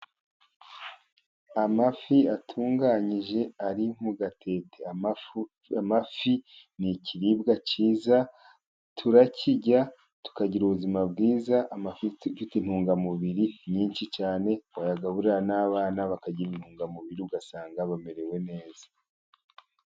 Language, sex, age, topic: Kinyarwanda, male, 50+, agriculture